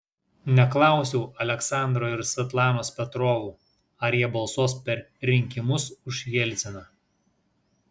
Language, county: Lithuanian, Vilnius